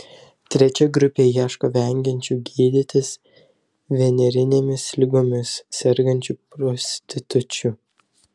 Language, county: Lithuanian, Telšiai